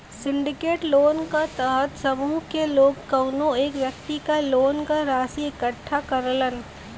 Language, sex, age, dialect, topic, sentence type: Bhojpuri, female, 18-24, Western, banking, statement